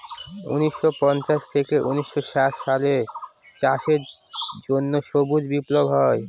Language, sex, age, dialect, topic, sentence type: Bengali, female, 25-30, Northern/Varendri, agriculture, statement